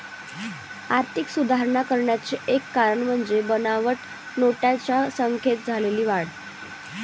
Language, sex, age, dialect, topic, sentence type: Marathi, female, 18-24, Varhadi, banking, statement